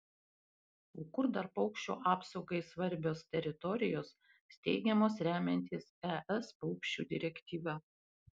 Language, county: Lithuanian, Panevėžys